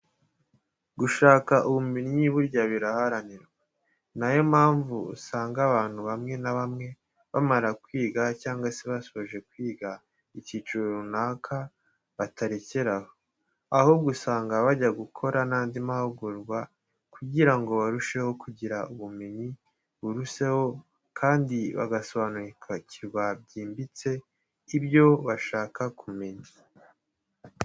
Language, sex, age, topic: Kinyarwanda, male, 18-24, education